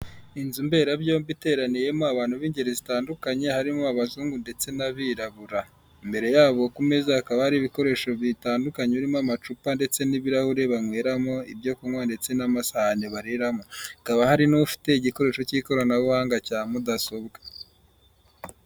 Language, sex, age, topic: Kinyarwanda, male, 18-24, government